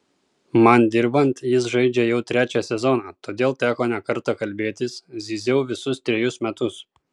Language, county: Lithuanian, Kaunas